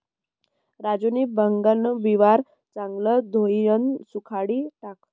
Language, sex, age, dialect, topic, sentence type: Marathi, male, 60-100, Northern Konkan, agriculture, statement